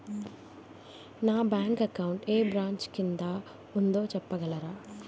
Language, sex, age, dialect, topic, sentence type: Telugu, female, 25-30, Utterandhra, banking, question